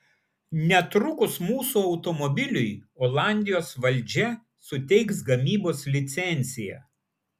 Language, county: Lithuanian, Vilnius